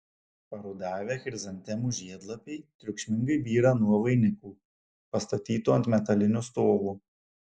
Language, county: Lithuanian, Šiauliai